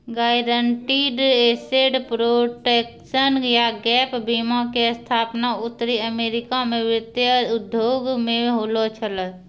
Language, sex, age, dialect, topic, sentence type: Maithili, female, 31-35, Angika, banking, statement